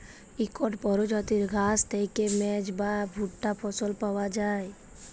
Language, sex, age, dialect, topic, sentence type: Bengali, male, 36-40, Jharkhandi, agriculture, statement